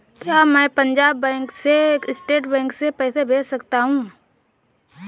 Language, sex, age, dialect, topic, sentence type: Hindi, female, 18-24, Awadhi Bundeli, banking, question